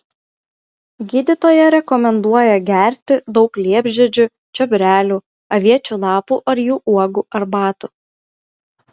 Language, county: Lithuanian, Kaunas